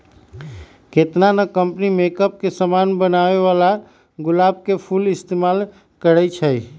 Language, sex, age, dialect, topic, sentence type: Magahi, male, 18-24, Western, agriculture, statement